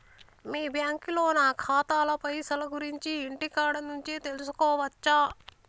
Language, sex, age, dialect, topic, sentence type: Telugu, female, 25-30, Telangana, banking, question